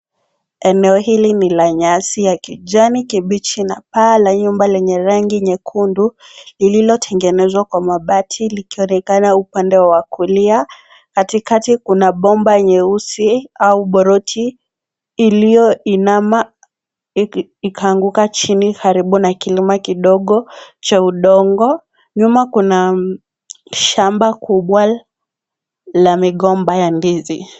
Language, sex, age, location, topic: Swahili, female, 18-24, Kisii, agriculture